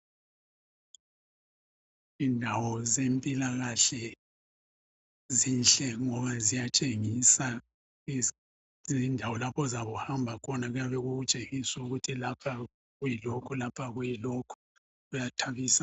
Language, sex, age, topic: North Ndebele, male, 50+, education